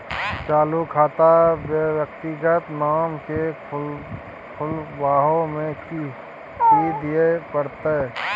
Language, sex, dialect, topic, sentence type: Maithili, male, Bajjika, banking, question